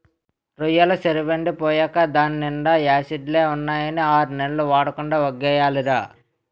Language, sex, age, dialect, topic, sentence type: Telugu, male, 18-24, Utterandhra, agriculture, statement